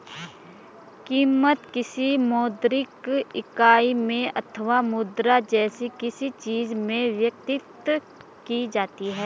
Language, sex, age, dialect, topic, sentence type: Hindi, female, 25-30, Garhwali, banking, statement